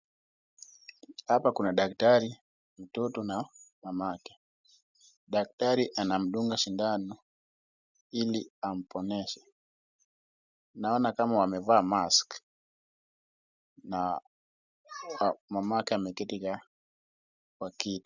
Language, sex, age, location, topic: Swahili, male, 18-24, Wajir, health